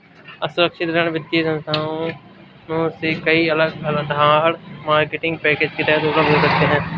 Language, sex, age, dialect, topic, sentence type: Hindi, male, 18-24, Awadhi Bundeli, banking, statement